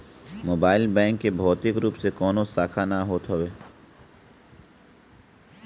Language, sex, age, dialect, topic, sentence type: Bhojpuri, male, 18-24, Northern, banking, statement